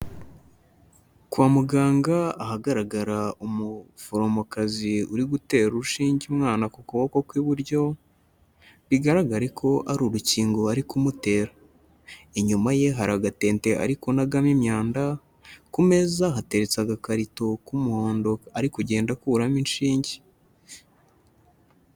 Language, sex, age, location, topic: Kinyarwanda, male, 18-24, Kigali, health